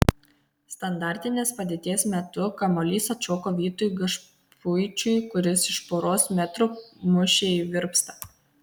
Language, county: Lithuanian, Kaunas